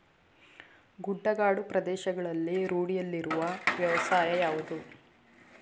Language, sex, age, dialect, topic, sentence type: Kannada, female, 25-30, Mysore Kannada, agriculture, question